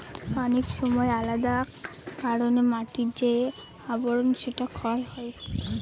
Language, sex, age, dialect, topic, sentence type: Bengali, female, 18-24, Northern/Varendri, agriculture, statement